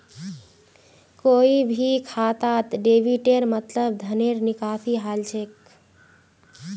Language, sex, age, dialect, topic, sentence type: Magahi, female, 18-24, Northeastern/Surjapuri, banking, statement